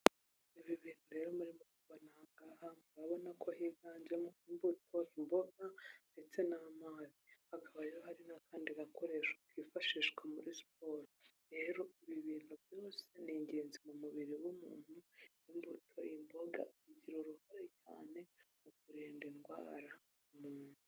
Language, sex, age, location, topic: Kinyarwanda, female, 25-35, Huye, health